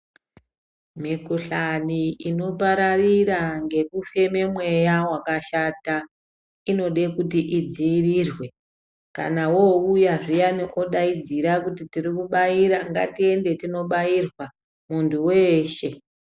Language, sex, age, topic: Ndau, female, 25-35, health